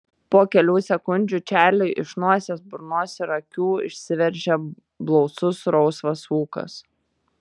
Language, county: Lithuanian, Tauragė